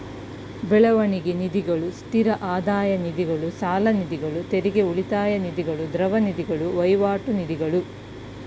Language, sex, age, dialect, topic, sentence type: Kannada, female, 41-45, Mysore Kannada, banking, statement